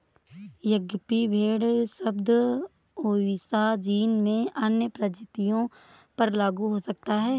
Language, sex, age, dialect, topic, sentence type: Hindi, female, 18-24, Awadhi Bundeli, agriculture, statement